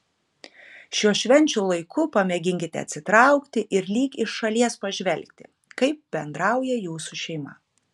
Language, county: Lithuanian, Kaunas